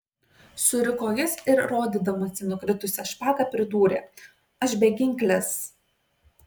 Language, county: Lithuanian, Kaunas